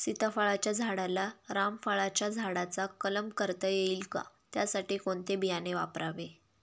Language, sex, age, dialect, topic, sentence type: Marathi, female, 18-24, Northern Konkan, agriculture, question